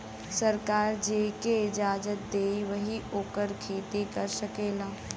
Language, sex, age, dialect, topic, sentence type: Bhojpuri, female, 25-30, Western, agriculture, statement